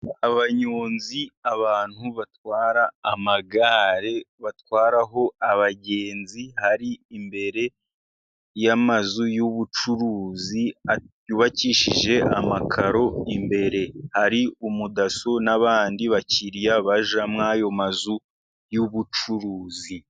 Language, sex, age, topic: Kinyarwanda, male, 36-49, finance